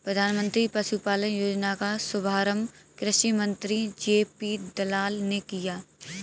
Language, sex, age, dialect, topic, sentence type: Hindi, female, 18-24, Kanauji Braj Bhasha, agriculture, statement